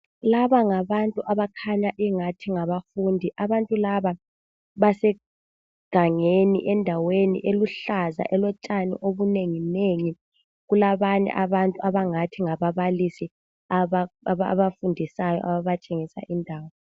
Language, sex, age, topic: North Ndebele, female, 18-24, education